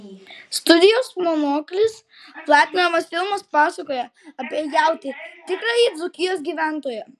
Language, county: Lithuanian, Klaipėda